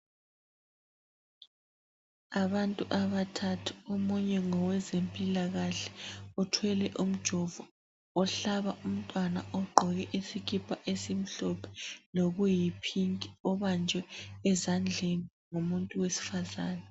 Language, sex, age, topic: North Ndebele, female, 25-35, health